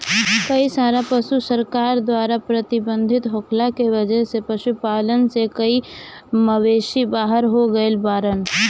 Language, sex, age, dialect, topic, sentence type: Bhojpuri, female, 18-24, Northern, agriculture, statement